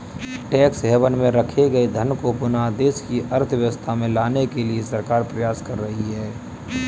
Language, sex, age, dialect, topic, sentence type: Hindi, male, 25-30, Kanauji Braj Bhasha, banking, statement